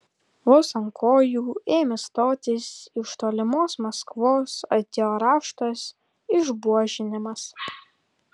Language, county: Lithuanian, Kaunas